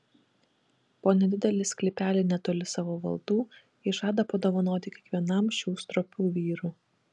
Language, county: Lithuanian, Kaunas